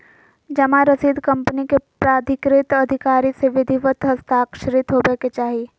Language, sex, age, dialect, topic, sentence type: Magahi, female, 18-24, Southern, banking, statement